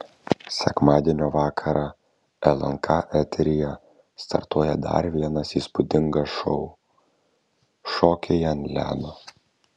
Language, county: Lithuanian, Kaunas